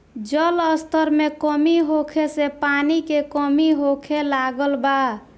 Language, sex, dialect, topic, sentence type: Bhojpuri, female, Southern / Standard, agriculture, statement